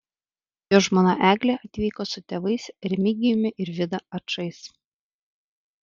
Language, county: Lithuanian, Vilnius